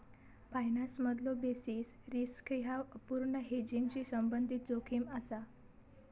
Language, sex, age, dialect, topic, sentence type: Marathi, female, 18-24, Southern Konkan, banking, statement